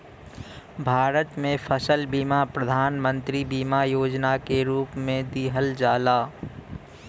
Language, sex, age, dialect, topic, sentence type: Bhojpuri, male, 18-24, Western, banking, statement